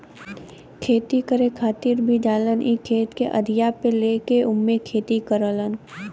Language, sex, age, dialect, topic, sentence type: Bhojpuri, female, 18-24, Western, agriculture, statement